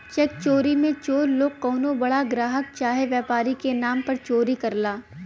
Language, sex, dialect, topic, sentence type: Bhojpuri, female, Western, banking, statement